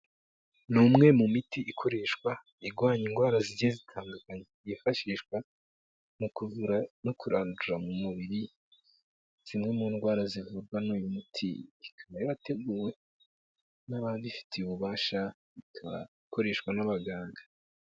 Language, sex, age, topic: Kinyarwanda, male, 18-24, health